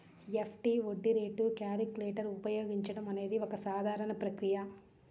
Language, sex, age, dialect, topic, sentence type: Telugu, female, 36-40, Central/Coastal, banking, statement